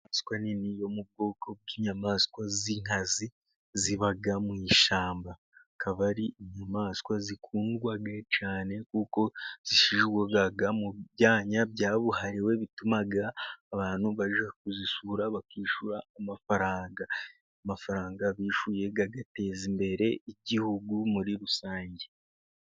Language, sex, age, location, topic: Kinyarwanda, male, 18-24, Musanze, agriculture